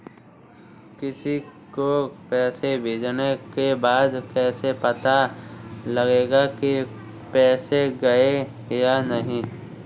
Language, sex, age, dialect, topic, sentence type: Hindi, male, 46-50, Kanauji Braj Bhasha, banking, question